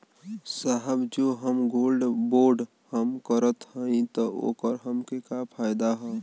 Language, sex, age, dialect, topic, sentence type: Bhojpuri, male, 18-24, Western, banking, question